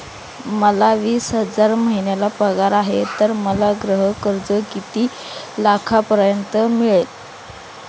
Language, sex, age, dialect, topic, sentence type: Marathi, female, 25-30, Standard Marathi, banking, question